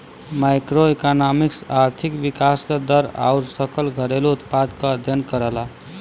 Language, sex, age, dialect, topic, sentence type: Bhojpuri, male, 18-24, Western, banking, statement